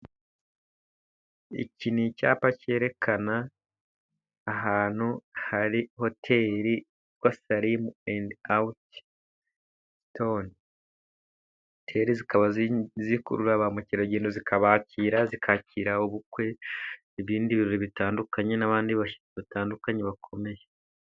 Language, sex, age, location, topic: Kinyarwanda, male, 25-35, Musanze, finance